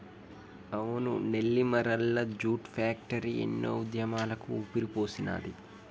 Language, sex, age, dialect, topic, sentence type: Telugu, male, 18-24, Telangana, agriculture, statement